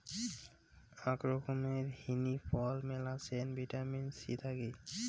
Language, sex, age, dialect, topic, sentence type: Bengali, male, 18-24, Rajbangshi, agriculture, statement